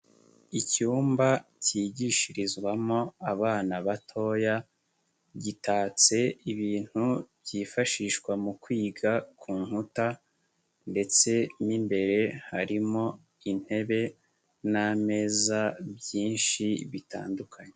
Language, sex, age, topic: Kinyarwanda, male, 18-24, education